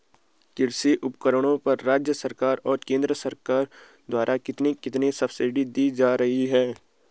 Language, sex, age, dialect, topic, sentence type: Hindi, male, 18-24, Garhwali, agriculture, question